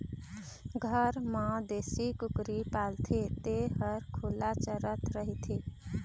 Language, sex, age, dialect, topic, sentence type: Chhattisgarhi, female, 25-30, Eastern, agriculture, statement